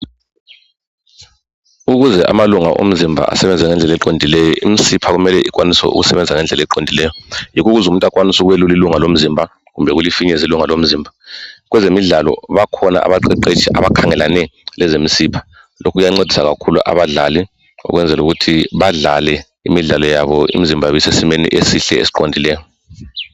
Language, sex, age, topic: North Ndebele, male, 36-49, health